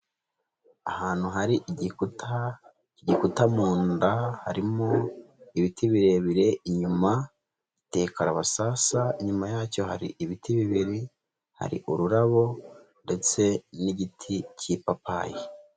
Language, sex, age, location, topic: Kinyarwanda, female, 25-35, Huye, agriculture